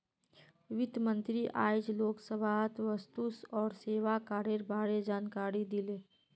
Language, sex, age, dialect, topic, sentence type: Magahi, female, 25-30, Northeastern/Surjapuri, banking, statement